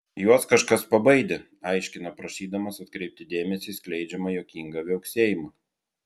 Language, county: Lithuanian, Klaipėda